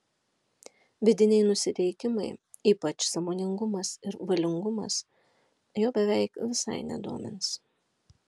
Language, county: Lithuanian, Alytus